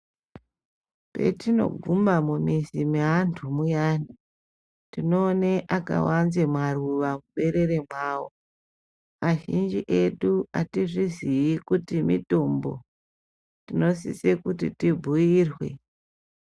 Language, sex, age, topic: Ndau, female, 36-49, health